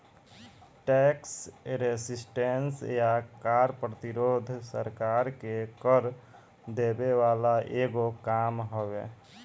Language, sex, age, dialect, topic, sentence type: Bhojpuri, male, 18-24, Southern / Standard, banking, statement